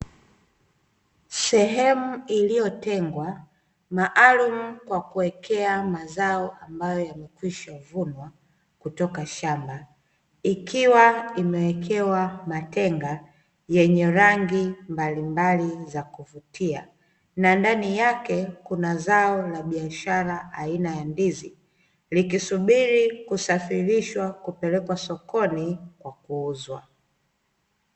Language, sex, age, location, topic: Swahili, female, 25-35, Dar es Salaam, agriculture